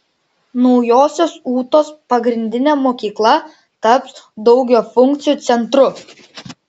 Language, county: Lithuanian, Šiauliai